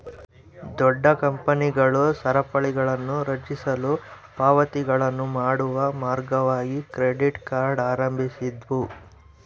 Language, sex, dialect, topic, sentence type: Kannada, male, Central, banking, statement